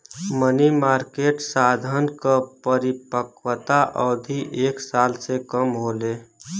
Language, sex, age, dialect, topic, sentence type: Bhojpuri, male, 18-24, Western, banking, statement